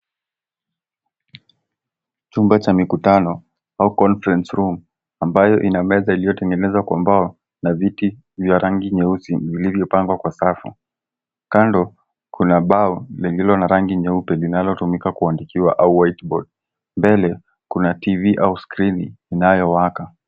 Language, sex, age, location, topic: Swahili, male, 18-24, Nairobi, education